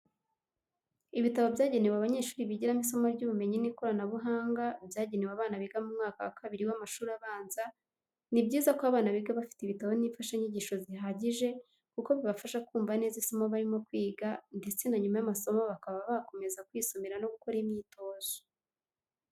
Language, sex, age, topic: Kinyarwanda, female, 18-24, education